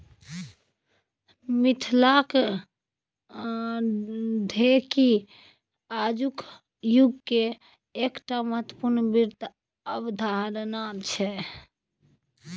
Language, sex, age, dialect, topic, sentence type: Maithili, female, 25-30, Bajjika, banking, statement